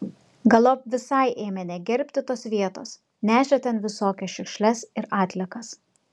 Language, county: Lithuanian, Telšiai